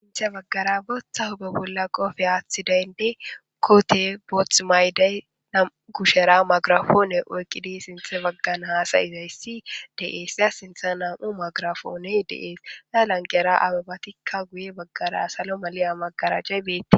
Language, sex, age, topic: Gamo, female, 25-35, government